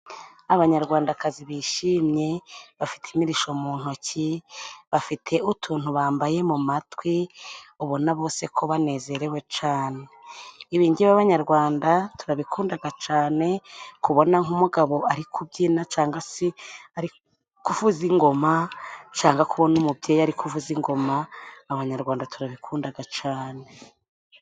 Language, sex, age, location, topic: Kinyarwanda, female, 25-35, Musanze, government